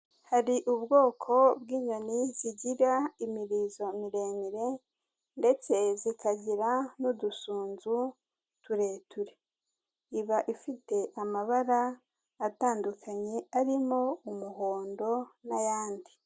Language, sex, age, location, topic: Kinyarwanda, female, 18-24, Kigali, agriculture